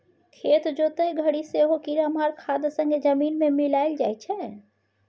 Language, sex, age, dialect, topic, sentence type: Maithili, female, 25-30, Bajjika, agriculture, statement